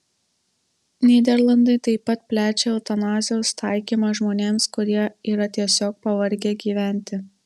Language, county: Lithuanian, Marijampolė